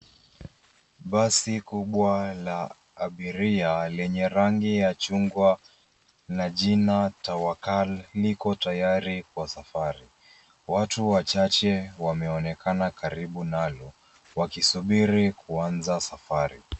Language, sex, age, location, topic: Swahili, male, 25-35, Nairobi, government